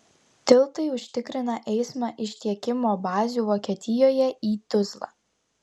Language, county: Lithuanian, Klaipėda